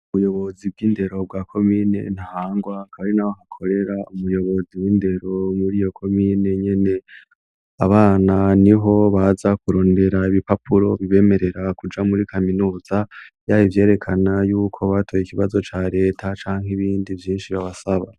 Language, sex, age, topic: Rundi, male, 18-24, education